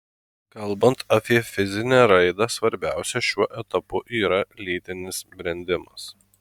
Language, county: Lithuanian, Marijampolė